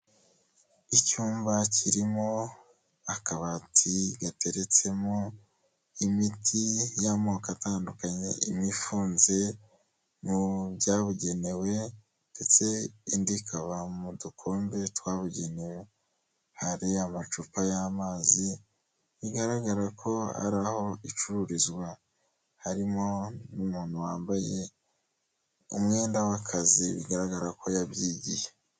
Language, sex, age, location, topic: Kinyarwanda, male, 18-24, Huye, health